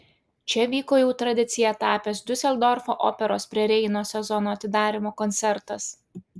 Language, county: Lithuanian, Klaipėda